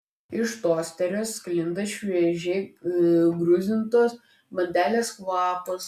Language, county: Lithuanian, Klaipėda